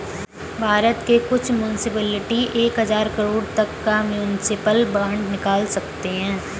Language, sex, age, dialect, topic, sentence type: Hindi, female, 18-24, Kanauji Braj Bhasha, banking, statement